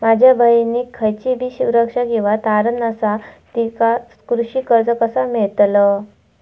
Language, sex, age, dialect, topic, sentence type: Marathi, female, 18-24, Southern Konkan, agriculture, statement